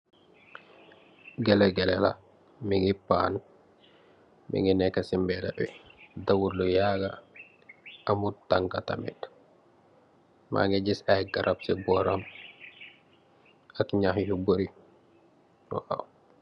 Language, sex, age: Wolof, male, 18-24